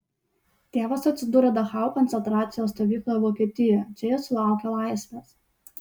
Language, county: Lithuanian, Utena